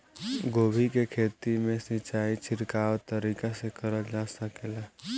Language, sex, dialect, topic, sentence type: Bhojpuri, male, Southern / Standard, agriculture, question